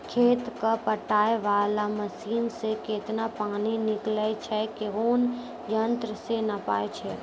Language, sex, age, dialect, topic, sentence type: Maithili, female, 18-24, Angika, agriculture, question